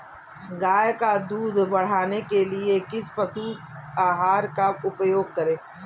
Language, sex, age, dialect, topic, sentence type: Hindi, female, 51-55, Kanauji Braj Bhasha, agriculture, question